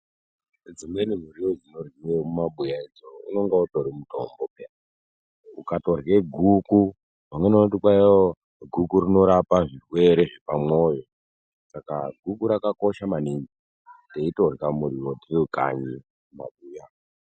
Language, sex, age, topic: Ndau, male, 18-24, health